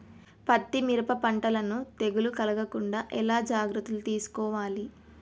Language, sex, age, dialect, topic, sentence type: Telugu, female, 36-40, Telangana, agriculture, question